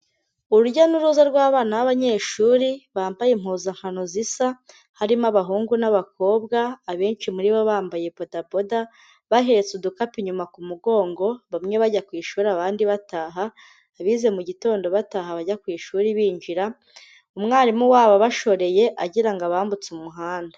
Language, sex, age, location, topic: Kinyarwanda, female, 25-35, Huye, education